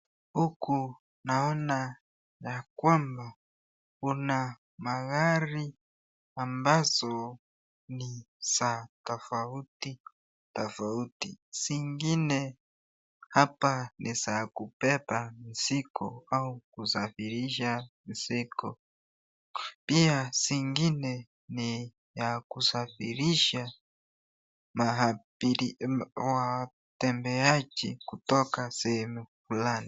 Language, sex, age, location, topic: Swahili, female, 36-49, Nakuru, finance